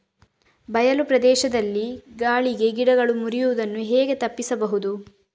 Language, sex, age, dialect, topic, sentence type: Kannada, female, 36-40, Coastal/Dakshin, agriculture, question